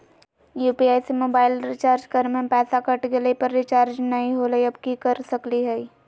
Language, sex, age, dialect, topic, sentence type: Magahi, female, 18-24, Southern, banking, question